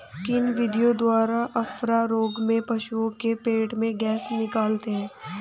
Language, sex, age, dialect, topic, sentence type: Hindi, female, 18-24, Hindustani Malvi Khadi Boli, agriculture, question